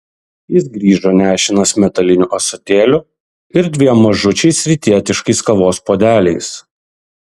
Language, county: Lithuanian, Kaunas